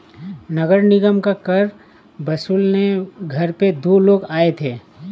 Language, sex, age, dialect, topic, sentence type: Hindi, male, 31-35, Awadhi Bundeli, banking, statement